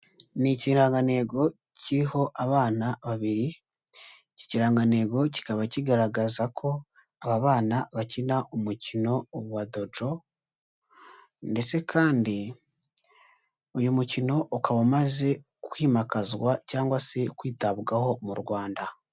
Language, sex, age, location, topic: Kinyarwanda, male, 18-24, Huye, health